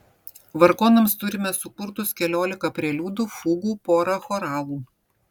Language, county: Lithuanian, Vilnius